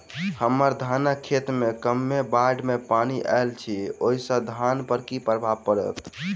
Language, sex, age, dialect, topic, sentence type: Maithili, male, 18-24, Southern/Standard, agriculture, question